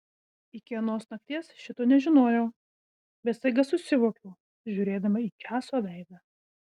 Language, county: Lithuanian, Vilnius